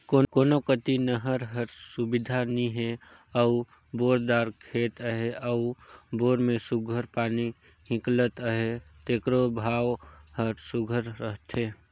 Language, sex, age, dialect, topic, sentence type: Chhattisgarhi, male, 18-24, Northern/Bhandar, agriculture, statement